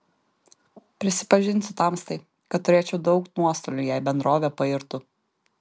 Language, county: Lithuanian, Kaunas